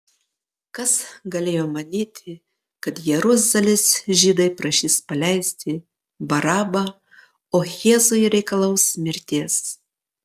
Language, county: Lithuanian, Panevėžys